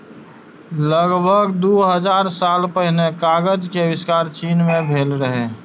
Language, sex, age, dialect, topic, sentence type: Maithili, female, 18-24, Eastern / Thethi, agriculture, statement